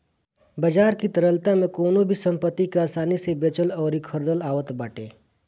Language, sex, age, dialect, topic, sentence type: Bhojpuri, male, 25-30, Northern, banking, statement